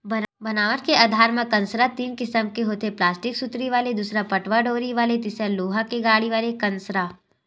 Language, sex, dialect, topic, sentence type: Chhattisgarhi, female, Western/Budati/Khatahi, agriculture, statement